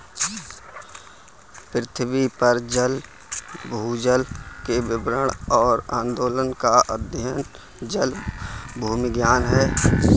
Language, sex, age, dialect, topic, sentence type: Hindi, male, 18-24, Kanauji Braj Bhasha, agriculture, statement